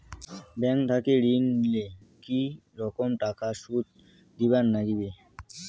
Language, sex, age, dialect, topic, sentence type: Bengali, male, 18-24, Rajbangshi, banking, question